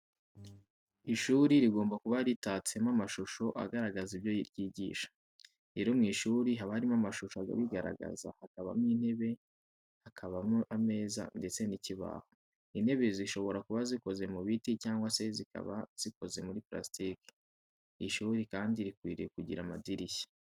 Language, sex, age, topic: Kinyarwanda, male, 18-24, education